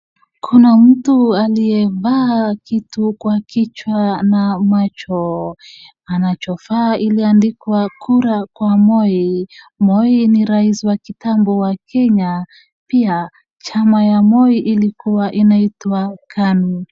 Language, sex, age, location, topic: Swahili, female, 25-35, Wajir, government